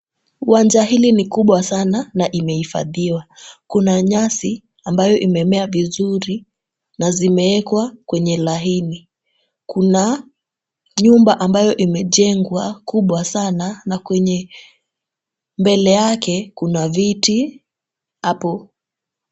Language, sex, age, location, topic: Swahili, female, 18-24, Kisumu, education